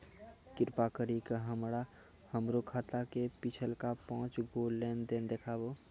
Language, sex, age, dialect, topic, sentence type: Maithili, male, 18-24, Angika, banking, statement